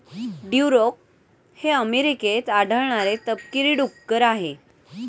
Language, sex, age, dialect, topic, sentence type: Marathi, female, 31-35, Standard Marathi, agriculture, statement